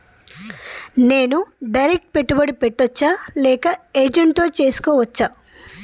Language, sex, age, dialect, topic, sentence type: Telugu, female, 46-50, Telangana, banking, question